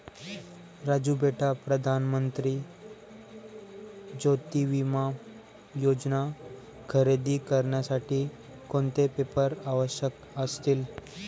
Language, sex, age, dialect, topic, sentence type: Marathi, male, 18-24, Varhadi, banking, statement